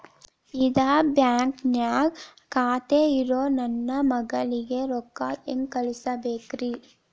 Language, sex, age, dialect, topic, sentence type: Kannada, female, 18-24, Dharwad Kannada, banking, question